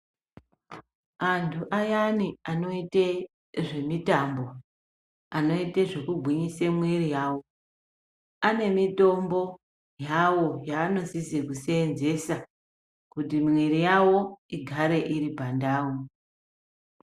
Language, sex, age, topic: Ndau, male, 25-35, health